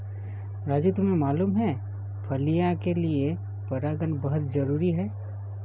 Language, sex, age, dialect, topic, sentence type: Hindi, male, 36-40, Awadhi Bundeli, agriculture, statement